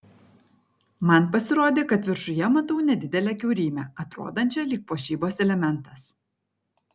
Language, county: Lithuanian, Kaunas